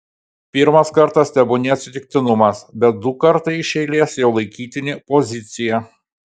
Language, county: Lithuanian, Kaunas